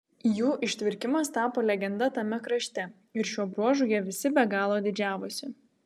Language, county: Lithuanian, Vilnius